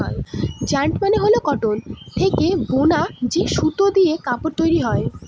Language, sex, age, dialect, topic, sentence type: Bengali, female, <18, Northern/Varendri, agriculture, statement